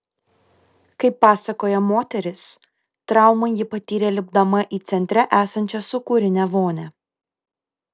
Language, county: Lithuanian, Kaunas